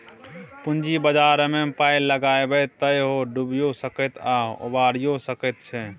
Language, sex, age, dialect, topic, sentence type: Maithili, male, 18-24, Bajjika, banking, statement